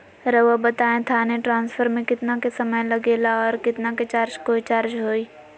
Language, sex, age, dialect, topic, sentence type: Magahi, female, 56-60, Southern, banking, question